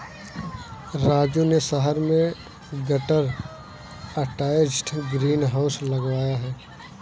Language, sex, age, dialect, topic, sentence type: Hindi, male, 18-24, Kanauji Braj Bhasha, agriculture, statement